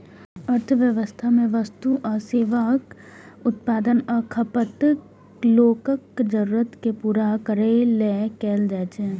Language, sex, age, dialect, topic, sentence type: Maithili, female, 18-24, Eastern / Thethi, banking, statement